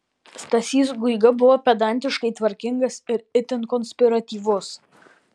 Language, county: Lithuanian, Alytus